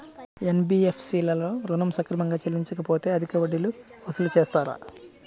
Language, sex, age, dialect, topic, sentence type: Telugu, male, 25-30, Central/Coastal, banking, question